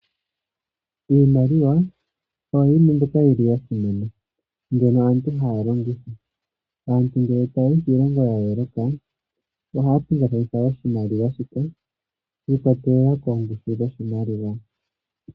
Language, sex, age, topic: Oshiwambo, male, 25-35, finance